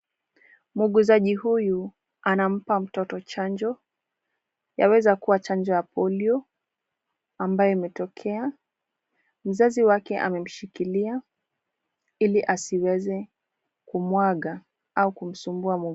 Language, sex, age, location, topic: Swahili, female, 25-35, Nairobi, health